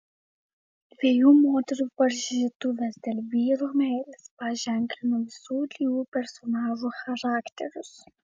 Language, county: Lithuanian, Vilnius